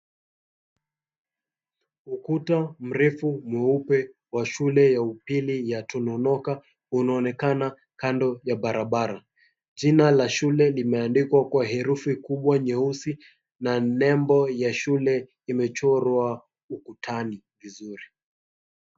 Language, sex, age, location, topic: Swahili, male, 25-35, Mombasa, education